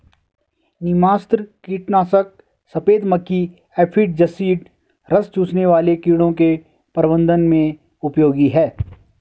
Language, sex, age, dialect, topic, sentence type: Hindi, male, 36-40, Garhwali, agriculture, statement